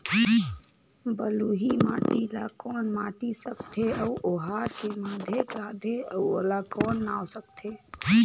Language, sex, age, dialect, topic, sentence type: Chhattisgarhi, female, 18-24, Northern/Bhandar, agriculture, question